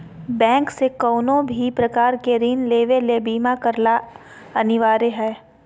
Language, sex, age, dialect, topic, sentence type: Magahi, female, 25-30, Southern, banking, statement